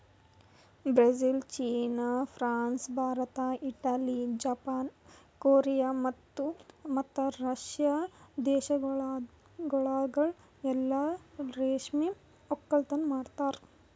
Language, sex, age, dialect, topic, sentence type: Kannada, female, 18-24, Northeastern, agriculture, statement